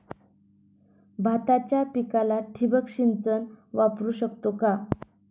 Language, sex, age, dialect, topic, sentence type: Marathi, female, 18-24, Standard Marathi, agriculture, question